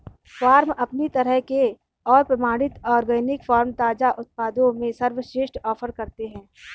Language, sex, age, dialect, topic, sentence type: Hindi, female, 31-35, Marwari Dhudhari, agriculture, statement